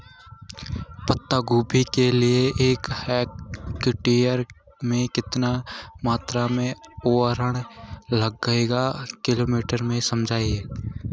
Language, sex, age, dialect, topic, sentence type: Hindi, male, 18-24, Garhwali, agriculture, question